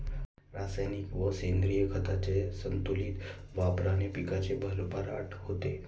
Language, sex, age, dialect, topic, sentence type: Marathi, male, 25-30, Standard Marathi, agriculture, statement